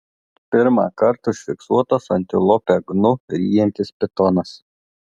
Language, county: Lithuanian, Telšiai